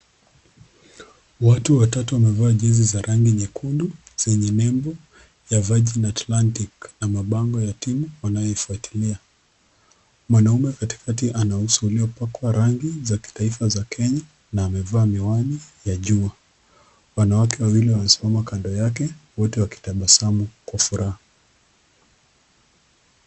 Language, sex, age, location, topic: Swahili, female, 25-35, Nakuru, government